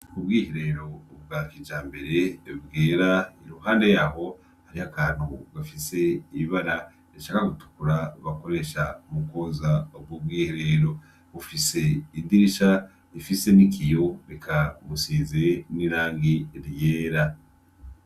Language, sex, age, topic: Rundi, male, 25-35, education